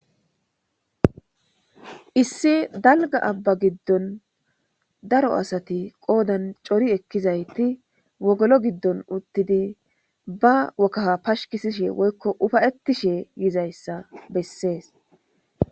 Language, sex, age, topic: Gamo, female, 25-35, government